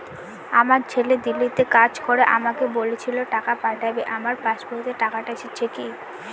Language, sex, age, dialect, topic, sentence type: Bengali, female, 18-24, Northern/Varendri, banking, question